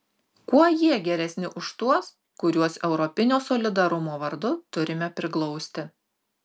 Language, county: Lithuanian, Tauragė